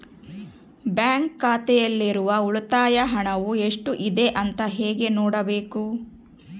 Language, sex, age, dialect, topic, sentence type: Kannada, female, 36-40, Central, banking, question